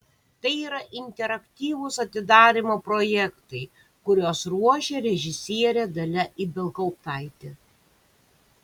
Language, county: Lithuanian, Kaunas